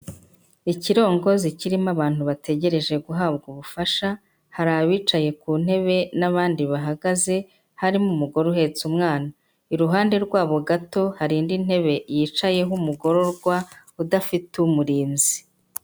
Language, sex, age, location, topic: Kinyarwanda, female, 50+, Kigali, government